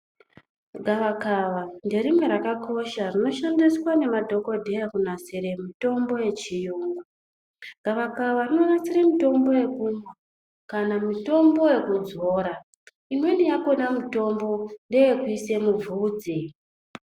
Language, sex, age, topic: Ndau, female, 25-35, health